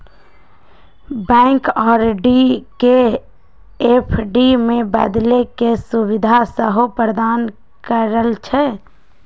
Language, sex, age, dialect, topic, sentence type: Magahi, female, 18-24, Western, banking, statement